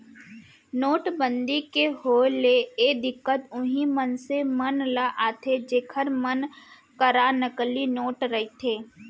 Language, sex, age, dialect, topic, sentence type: Chhattisgarhi, female, 60-100, Central, banking, statement